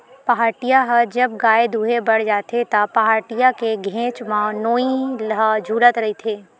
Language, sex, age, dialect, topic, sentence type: Chhattisgarhi, female, 18-24, Western/Budati/Khatahi, agriculture, statement